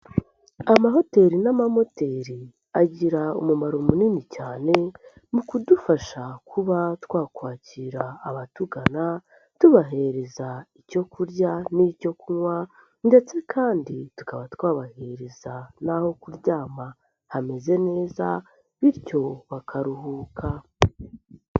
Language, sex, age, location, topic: Kinyarwanda, female, 18-24, Nyagatare, finance